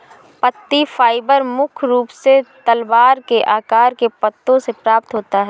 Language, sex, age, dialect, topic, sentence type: Hindi, female, 31-35, Awadhi Bundeli, agriculture, statement